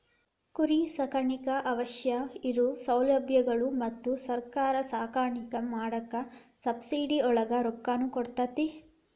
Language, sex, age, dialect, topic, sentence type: Kannada, female, 18-24, Dharwad Kannada, agriculture, statement